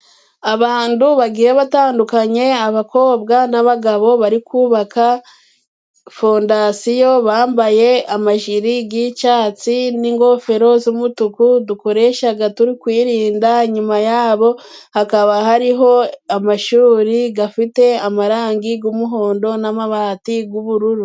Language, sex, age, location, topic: Kinyarwanda, female, 25-35, Musanze, government